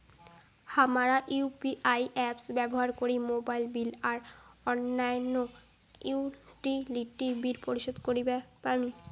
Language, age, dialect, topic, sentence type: Bengali, <18, Rajbangshi, banking, statement